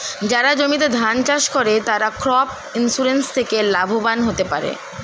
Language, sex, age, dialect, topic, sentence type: Bengali, male, 25-30, Standard Colloquial, banking, statement